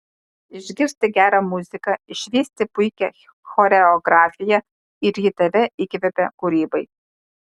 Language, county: Lithuanian, Kaunas